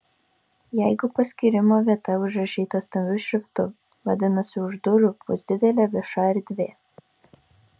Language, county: Lithuanian, Kaunas